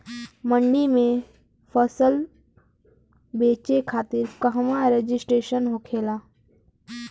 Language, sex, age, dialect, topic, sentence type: Bhojpuri, female, 36-40, Western, agriculture, question